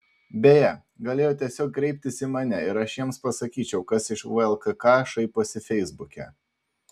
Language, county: Lithuanian, Panevėžys